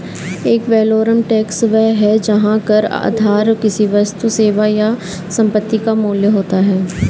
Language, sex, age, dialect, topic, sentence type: Hindi, female, 46-50, Kanauji Braj Bhasha, banking, statement